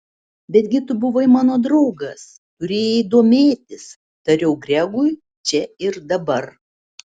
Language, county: Lithuanian, Šiauliai